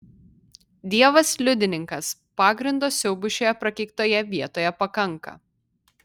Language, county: Lithuanian, Vilnius